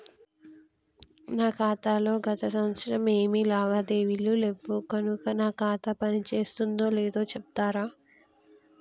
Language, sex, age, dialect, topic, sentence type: Telugu, female, 25-30, Telangana, banking, question